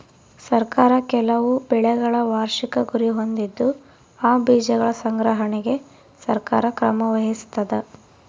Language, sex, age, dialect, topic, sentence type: Kannada, female, 18-24, Central, agriculture, statement